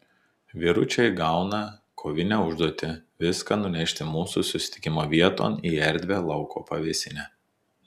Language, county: Lithuanian, Telšiai